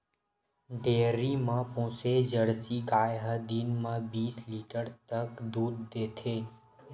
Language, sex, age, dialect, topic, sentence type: Chhattisgarhi, male, 18-24, Western/Budati/Khatahi, agriculture, statement